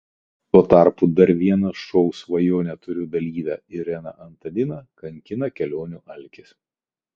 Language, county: Lithuanian, Kaunas